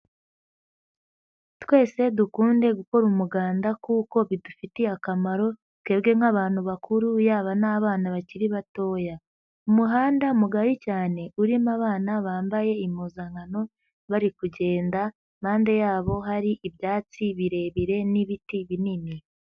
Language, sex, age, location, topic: Kinyarwanda, female, 18-24, Huye, education